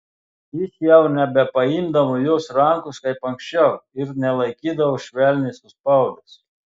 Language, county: Lithuanian, Telšiai